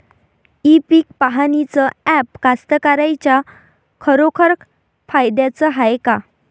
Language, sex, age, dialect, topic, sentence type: Marathi, female, 18-24, Varhadi, agriculture, question